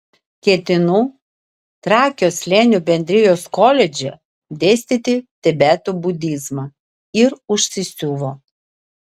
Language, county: Lithuanian, Vilnius